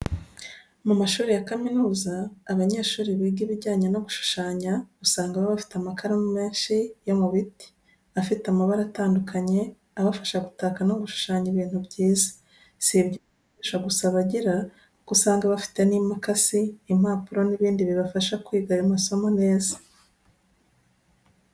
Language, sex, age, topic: Kinyarwanda, female, 36-49, education